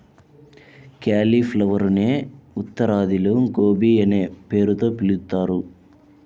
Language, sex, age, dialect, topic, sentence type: Telugu, male, 25-30, Central/Coastal, agriculture, statement